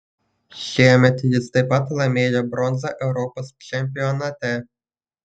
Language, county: Lithuanian, Panevėžys